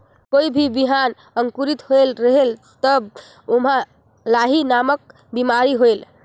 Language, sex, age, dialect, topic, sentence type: Chhattisgarhi, female, 25-30, Northern/Bhandar, agriculture, question